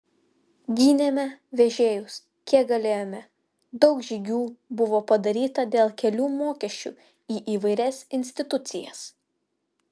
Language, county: Lithuanian, Vilnius